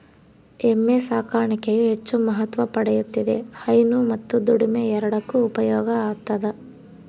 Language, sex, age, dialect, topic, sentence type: Kannada, female, 18-24, Central, agriculture, statement